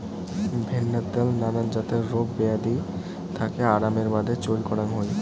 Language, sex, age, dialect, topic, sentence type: Bengali, male, 18-24, Rajbangshi, agriculture, statement